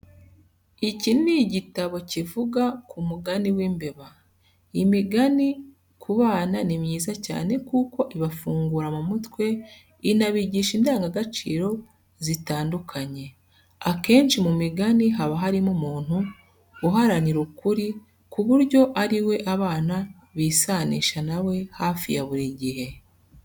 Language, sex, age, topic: Kinyarwanda, female, 36-49, education